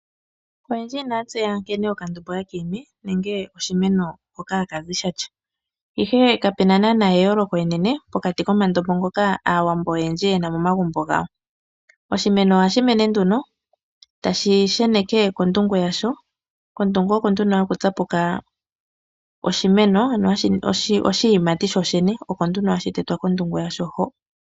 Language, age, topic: Oshiwambo, 25-35, agriculture